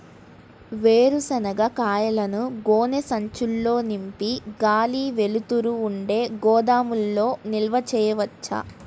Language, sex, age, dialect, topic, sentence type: Telugu, female, 18-24, Central/Coastal, agriculture, question